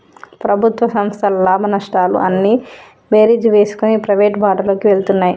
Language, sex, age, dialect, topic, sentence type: Telugu, female, 31-35, Telangana, banking, statement